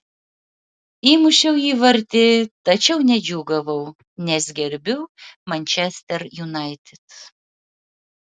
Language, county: Lithuanian, Utena